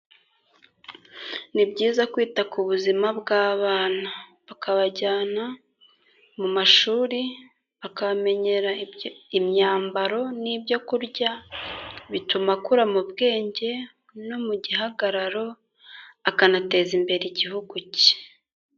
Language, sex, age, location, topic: Kinyarwanda, female, 18-24, Kigali, health